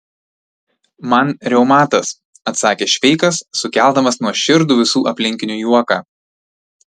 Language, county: Lithuanian, Tauragė